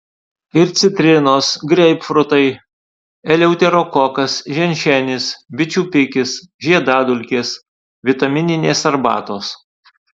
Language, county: Lithuanian, Alytus